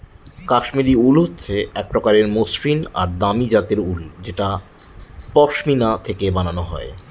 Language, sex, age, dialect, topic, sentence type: Bengali, male, 31-35, Northern/Varendri, agriculture, statement